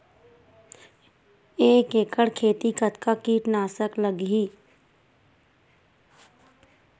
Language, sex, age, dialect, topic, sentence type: Chhattisgarhi, female, 51-55, Western/Budati/Khatahi, agriculture, question